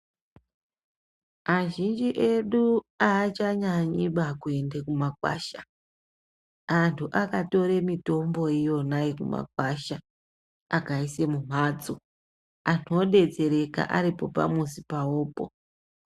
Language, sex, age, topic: Ndau, female, 36-49, health